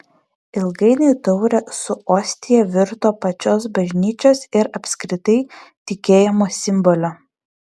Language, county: Lithuanian, Vilnius